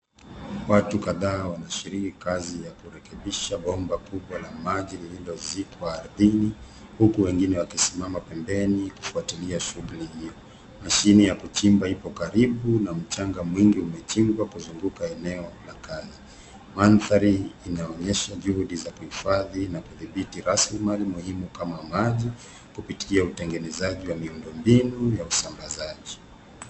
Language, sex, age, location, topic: Swahili, male, 36-49, Nairobi, government